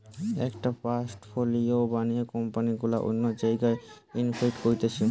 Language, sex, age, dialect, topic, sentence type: Bengali, male, 18-24, Western, banking, statement